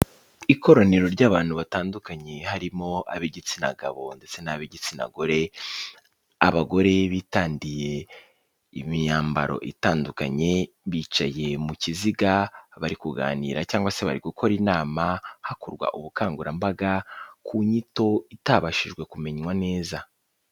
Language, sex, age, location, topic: Kinyarwanda, male, 18-24, Kigali, health